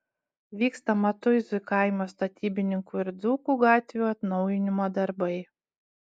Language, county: Lithuanian, Utena